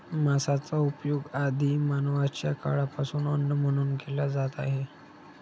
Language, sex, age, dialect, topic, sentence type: Marathi, male, 25-30, Standard Marathi, agriculture, statement